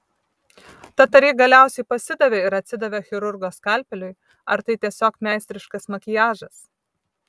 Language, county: Lithuanian, Vilnius